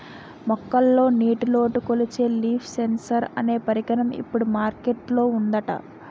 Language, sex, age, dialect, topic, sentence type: Telugu, female, 18-24, Utterandhra, agriculture, statement